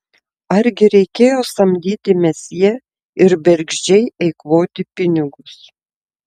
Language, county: Lithuanian, Tauragė